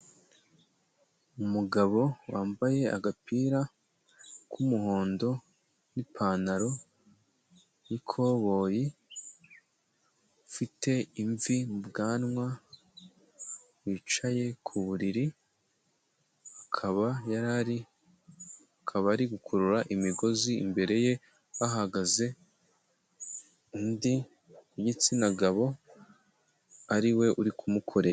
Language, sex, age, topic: Kinyarwanda, male, 18-24, health